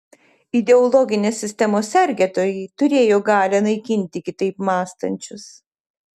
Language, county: Lithuanian, Šiauliai